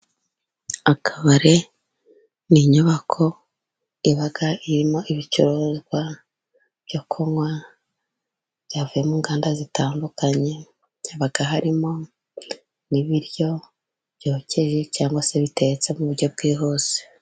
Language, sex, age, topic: Kinyarwanda, female, 18-24, finance